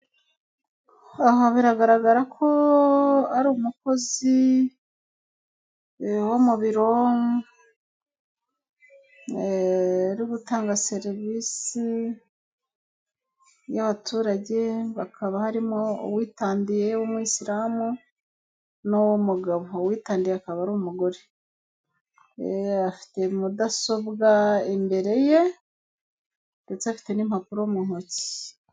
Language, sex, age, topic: Kinyarwanda, female, 18-24, finance